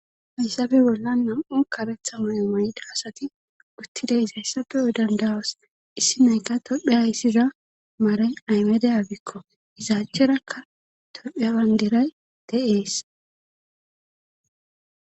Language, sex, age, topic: Gamo, female, 18-24, government